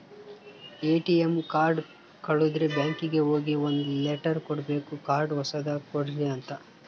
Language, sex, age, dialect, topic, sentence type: Kannada, male, 18-24, Central, banking, statement